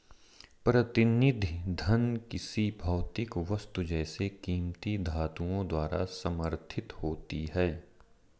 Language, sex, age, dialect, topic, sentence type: Hindi, male, 31-35, Marwari Dhudhari, banking, statement